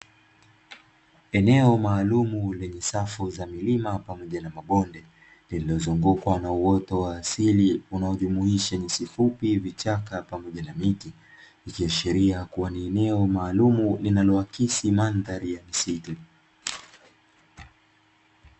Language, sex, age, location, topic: Swahili, male, 25-35, Dar es Salaam, agriculture